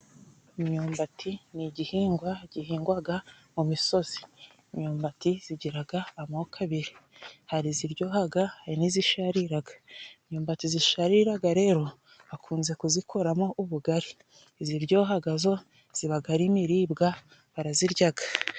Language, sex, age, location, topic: Kinyarwanda, female, 25-35, Musanze, agriculture